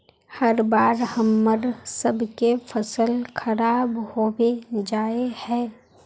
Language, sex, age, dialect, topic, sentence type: Magahi, female, 51-55, Northeastern/Surjapuri, agriculture, question